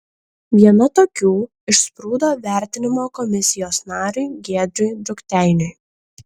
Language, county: Lithuanian, Kaunas